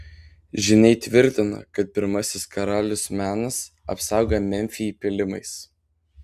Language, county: Lithuanian, Panevėžys